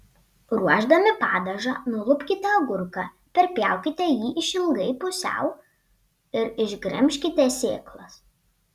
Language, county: Lithuanian, Panevėžys